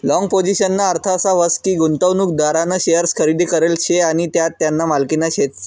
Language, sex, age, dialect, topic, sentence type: Marathi, male, 18-24, Northern Konkan, banking, statement